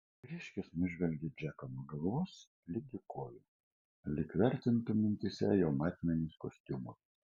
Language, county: Lithuanian, Kaunas